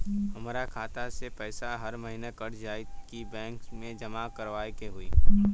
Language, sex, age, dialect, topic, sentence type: Bhojpuri, male, 18-24, Southern / Standard, banking, question